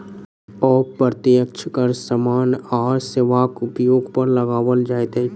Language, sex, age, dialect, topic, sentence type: Maithili, male, 25-30, Southern/Standard, banking, statement